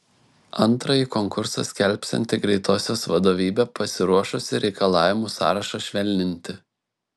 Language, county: Lithuanian, Šiauliai